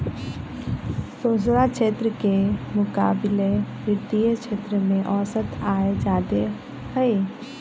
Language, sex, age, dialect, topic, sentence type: Magahi, female, 25-30, Western, banking, statement